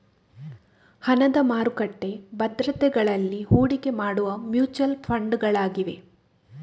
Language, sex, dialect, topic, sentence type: Kannada, female, Coastal/Dakshin, banking, statement